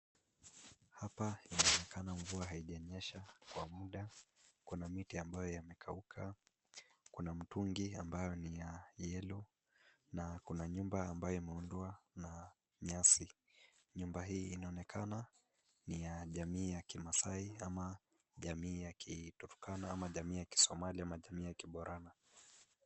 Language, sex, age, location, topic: Swahili, male, 25-35, Wajir, health